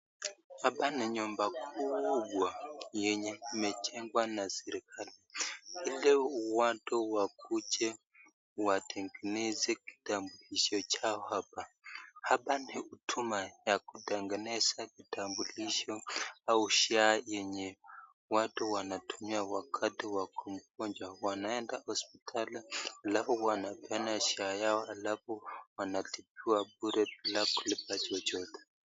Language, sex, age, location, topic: Swahili, male, 25-35, Nakuru, government